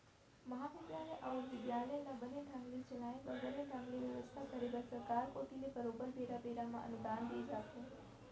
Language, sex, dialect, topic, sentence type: Chhattisgarhi, female, Central, banking, statement